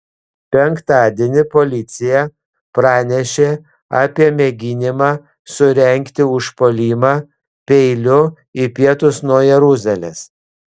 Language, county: Lithuanian, Panevėžys